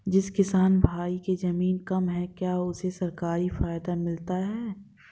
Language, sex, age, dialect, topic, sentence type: Hindi, female, 25-30, Marwari Dhudhari, agriculture, question